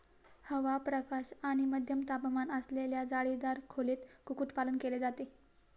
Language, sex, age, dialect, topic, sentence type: Marathi, female, 60-100, Standard Marathi, agriculture, statement